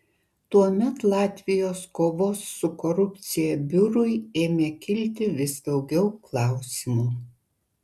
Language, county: Lithuanian, Kaunas